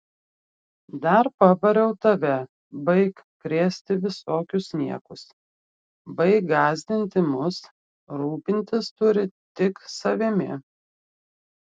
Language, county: Lithuanian, Klaipėda